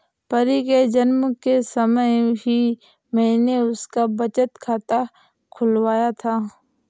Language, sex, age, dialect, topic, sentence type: Hindi, female, 18-24, Awadhi Bundeli, banking, statement